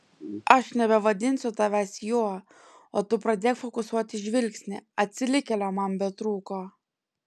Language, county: Lithuanian, Klaipėda